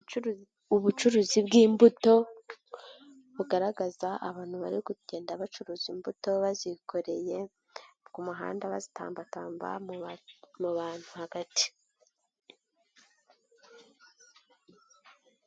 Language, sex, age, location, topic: Kinyarwanda, female, 18-24, Nyagatare, finance